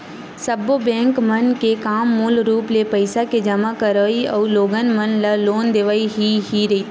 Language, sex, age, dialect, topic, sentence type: Chhattisgarhi, female, 56-60, Western/Budati/Khatahi, banking, statement